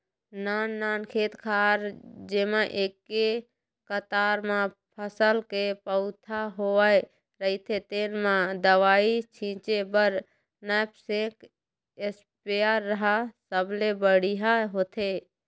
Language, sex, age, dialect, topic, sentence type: Chhattisgarhi, female, 60-100, Eastern, agriculture, statement